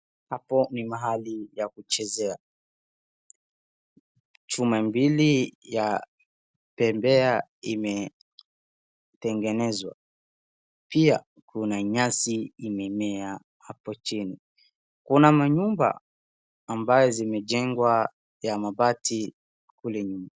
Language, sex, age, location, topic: Swahili, male, 36-49, Wajir, education